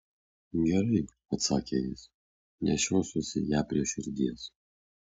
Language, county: Lithuanian, Vilnius